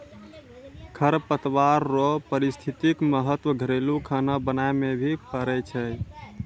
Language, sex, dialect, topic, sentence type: Maithili, male, Angika, agriculture, statement